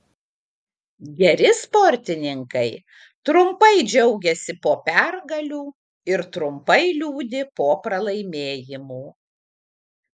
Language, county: Lithuanian, Kaunas